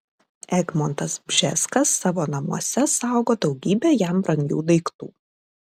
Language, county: Lithuanian, Kaunas